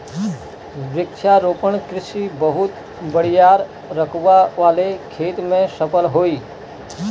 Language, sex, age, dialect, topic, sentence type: Bhojpuri, male, 18-24, Northern, agriculture, statement